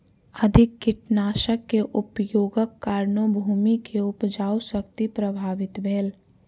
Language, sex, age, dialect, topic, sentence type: Maithili, female, 60-100, Southern/Standard, agriculture, statement